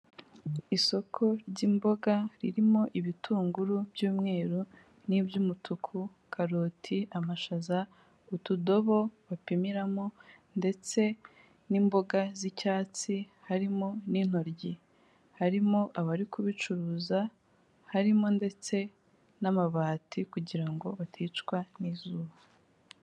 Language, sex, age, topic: Kinyarwanda, female, 18-24, finance